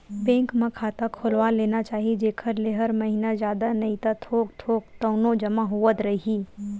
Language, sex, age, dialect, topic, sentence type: Chhattisgarhi, female, 18-24, Western/Budati/Khatahi, banking, statement